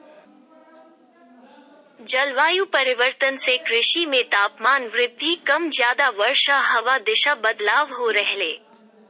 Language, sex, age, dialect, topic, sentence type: Magahi, female, 36-40, Southern, agriculture, statement